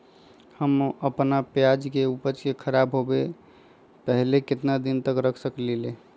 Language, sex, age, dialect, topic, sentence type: Magahi, male, 25-30, Western, agriculture, question